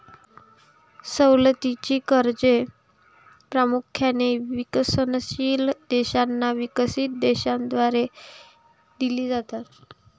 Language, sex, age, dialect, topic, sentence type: Marathi, female, 18-24, Varhadi, banking, statement